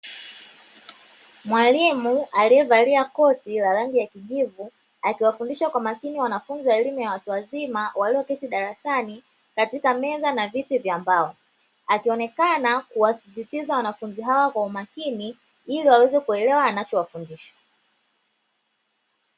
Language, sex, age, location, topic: Swahili, female, 25-35, Dar es Salaam, education